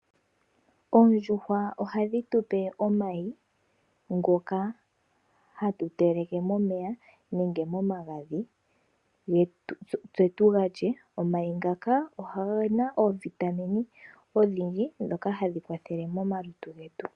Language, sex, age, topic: Oshiwambo, female, 25-35, agriculture